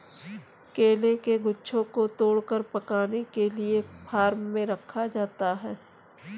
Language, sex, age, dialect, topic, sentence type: Hindi, female, 25-30, Kanauji Braj Bhasha, agriculture, statement